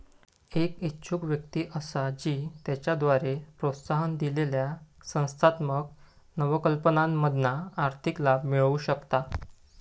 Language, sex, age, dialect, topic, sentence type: Marathi, male, 25-30, Southern Konkan, banking, statement